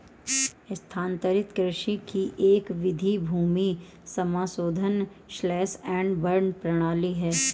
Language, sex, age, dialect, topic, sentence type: Hindi, female, 31-35, Marwari Dhudhari, agriculture, statement